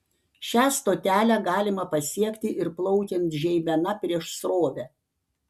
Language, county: Lithuanian, Panevėžys